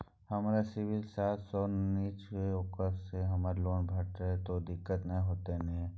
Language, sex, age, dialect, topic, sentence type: Maithili, male, 18-24, Bajjika, banking, question